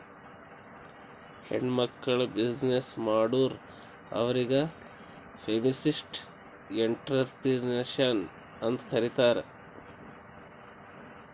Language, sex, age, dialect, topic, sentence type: Kannada, male, 18-24, Northeastern, banking, statement